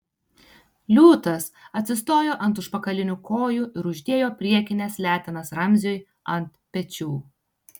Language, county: Lithuanian, Tauragė